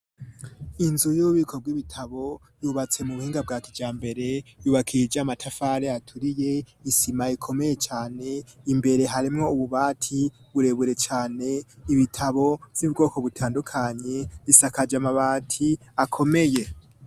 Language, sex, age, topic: Rundi, male, 18-24, education